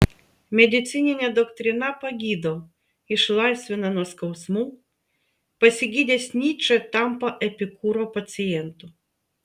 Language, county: Lithuanian, Vilnius